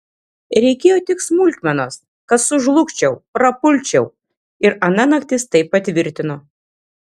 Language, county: Lithuanian, Kaunas